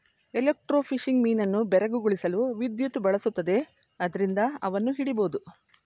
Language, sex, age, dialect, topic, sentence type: Kannada, female, 56-60, Mysore Kannada, agriculture, statement